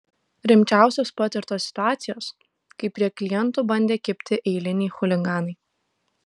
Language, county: Lithuanian, Šiauliai